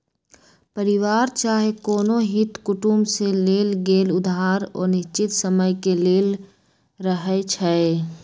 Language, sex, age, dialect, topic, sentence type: Magahi, female, 25-30, Western, banking, statement